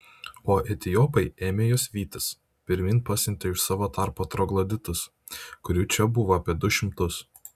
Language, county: Lithuanian, Vilnius